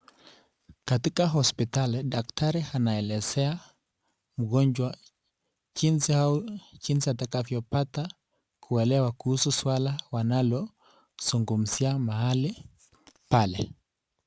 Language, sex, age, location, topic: Swahili, male, 18-24, Nakuru, health